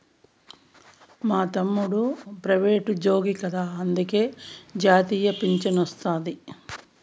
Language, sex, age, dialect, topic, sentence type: Telugu, female, 51-55, Southern, banking, statement